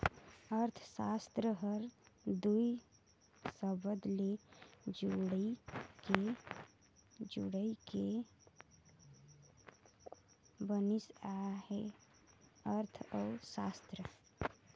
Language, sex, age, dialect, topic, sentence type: Chhattisgarhi, female, 56-60, Northern/Bhandar, banking, statement